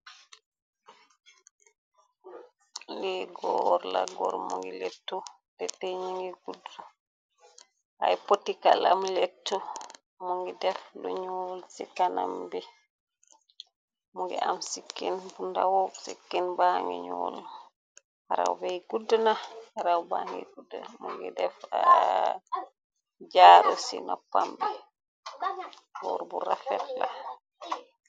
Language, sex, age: Wolof, female, 25-35